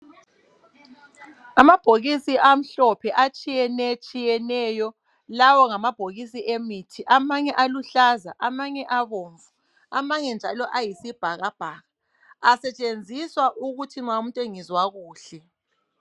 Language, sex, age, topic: North Ndebele, female, 36-49, health